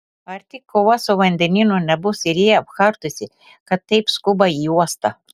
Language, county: Lithuanian, Telšiai